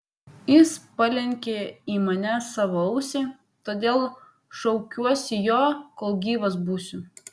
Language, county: Lithuanian, Vilnius